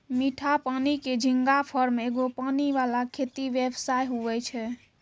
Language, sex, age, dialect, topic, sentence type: Maithili, female, 46-50, Angika, agriculture, statement